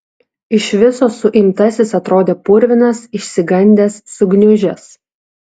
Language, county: Lithuanian, Šiauliai